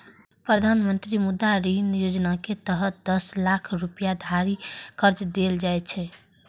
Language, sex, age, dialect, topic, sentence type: Maithili, female, 41-45, Eastern / Thethi, banking, statement